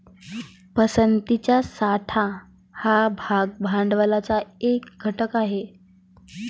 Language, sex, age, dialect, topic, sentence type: Marathi, female, 31-35, Varhadi, banking, statement